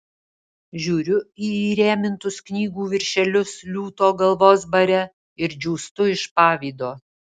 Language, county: Lithuanian, Alytus